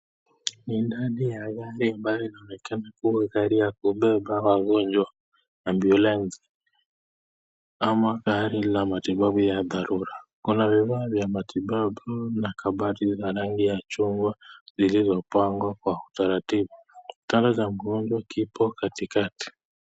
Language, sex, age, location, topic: Swahili, male, 25-35, Nakuru, health